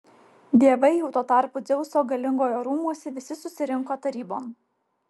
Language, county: Lithuanian, Alytus